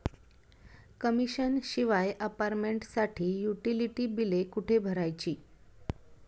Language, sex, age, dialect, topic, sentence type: Marathi, female, 31-35, Standard Marathi, banking, question